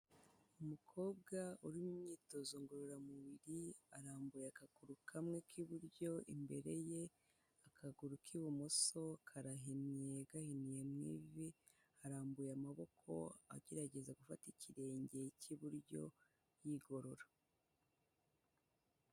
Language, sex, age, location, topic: Kinyarwanda, female, 18-24, Kigali, health